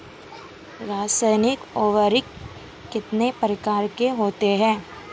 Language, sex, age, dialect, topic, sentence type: Hindi, female, 25-30, Marwari Dhudhari, agriculture, question